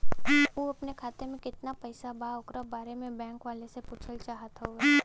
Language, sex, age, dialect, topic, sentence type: Bhojpuri, female, 18-24, Western, banking, question